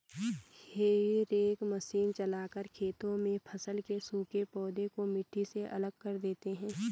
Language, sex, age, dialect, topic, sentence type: Hindi, female, 25-30, Garhwali, agriculture, statement